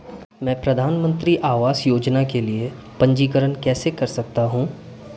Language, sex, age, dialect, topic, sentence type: Hindi, male, 25-30, Marwari Dhudhari, banking, question